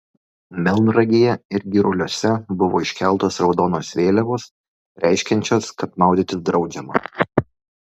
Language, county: Lithuanian, Kaunas